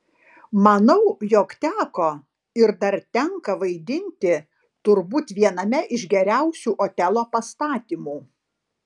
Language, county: Lithuanian, Panevėžys